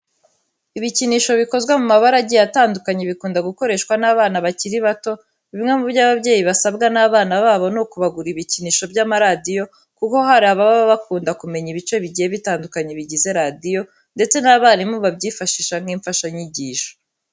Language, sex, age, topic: Kinyarwanda, female, 18-24, education